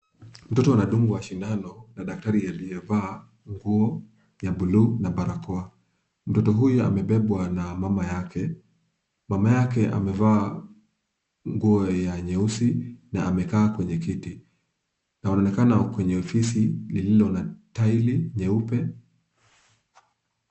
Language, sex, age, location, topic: Swahili, male, 25-35, Kisumu, health